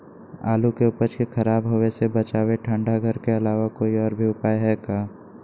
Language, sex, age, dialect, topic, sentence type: Magahi, male, 25-30, Western, agriculture, question